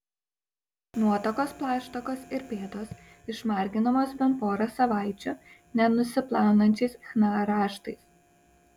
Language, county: Lithuanian, Šiauliai